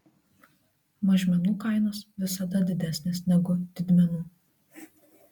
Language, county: Lithuanian, Marijampolė